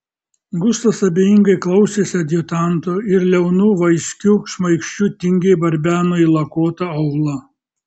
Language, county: Lithuanian, Kaunas